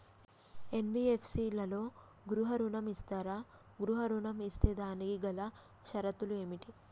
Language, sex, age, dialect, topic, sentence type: Telugu, female, 25-30, Telangana, banking, question